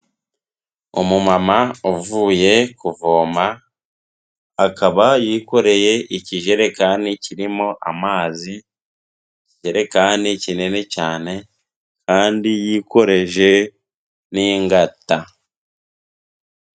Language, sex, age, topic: Kinyarwanda, male, 18-24, health